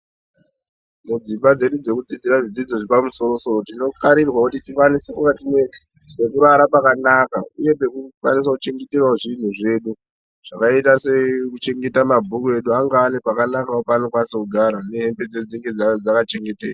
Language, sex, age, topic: Ndau, male, 18-24, education